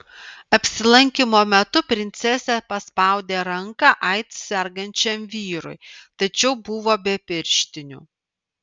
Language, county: Lithuanian, Vilnius